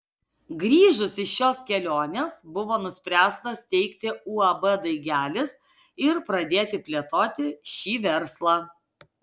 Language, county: Lithuanian, Alytus